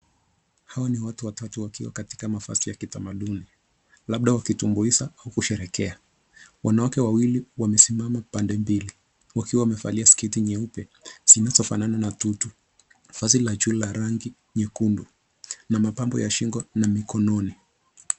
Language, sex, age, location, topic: Swahili, male, 25-35, Nairobi, government